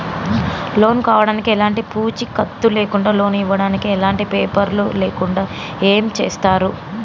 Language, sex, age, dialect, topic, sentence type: Telugu, female, 25-30, Telangana, banking, question